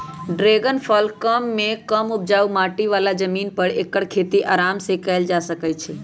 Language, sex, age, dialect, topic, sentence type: Magahi, male, 25-30, Western, agriculture, statement